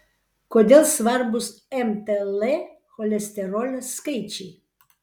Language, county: Lithuanian, Vilnius